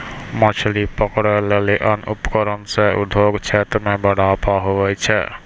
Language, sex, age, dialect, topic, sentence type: Maithili, male, 60-100, Angika, agriculture, statement